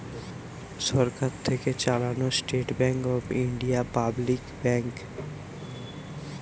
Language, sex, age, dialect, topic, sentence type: Bengali, male, 18-24, Western, banking, statement